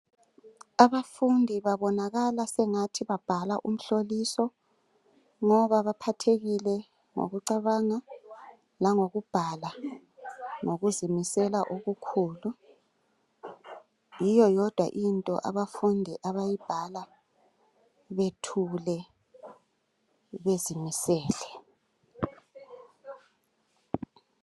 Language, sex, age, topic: North Ndebele, male, 36-49, education